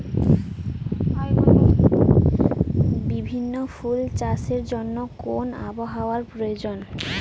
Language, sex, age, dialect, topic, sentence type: Bengali, female, 25-30, Rajbangshi, agriculture, question